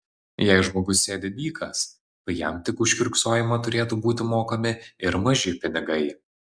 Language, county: Lithuanian, Vilnius